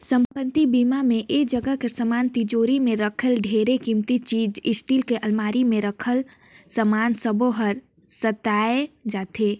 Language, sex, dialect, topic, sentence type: Chhattisgarhi, female, Northern/Bhandar, banking, statement